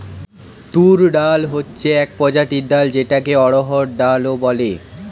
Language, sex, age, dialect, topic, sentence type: Bengali, male, 18-24, Standard Colloquial, agriculture, statement